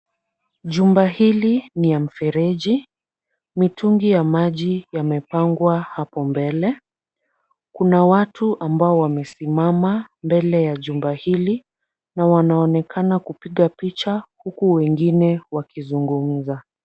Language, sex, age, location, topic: Swahili, female, 36-49, Kisumu, health